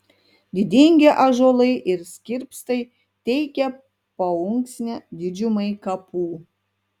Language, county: Lithuanian, Telšiai